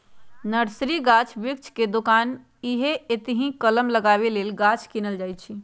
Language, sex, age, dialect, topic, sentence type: Magahi, female, 46-50, Western, agriculture, statement